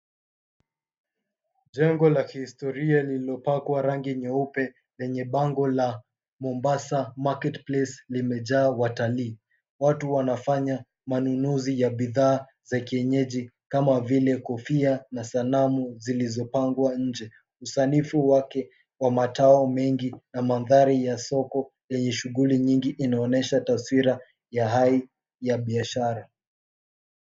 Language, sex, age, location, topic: Swahili, male, 25-35, Mombasa, government